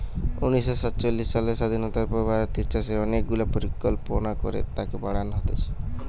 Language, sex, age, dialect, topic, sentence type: Bengali, male, 18-24, Western, agriculture, statement